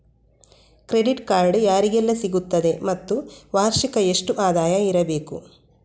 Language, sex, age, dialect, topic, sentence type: Kannada, female, 25-30, Coastal/Dakshin, banking, question